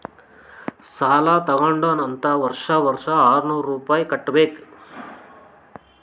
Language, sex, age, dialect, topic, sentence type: Kannada, male, 31-35, Northeastern, banking, statement